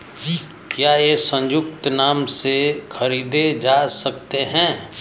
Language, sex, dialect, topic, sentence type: Hindi, male, Hindustani Malvi Khadi Boli, banking, question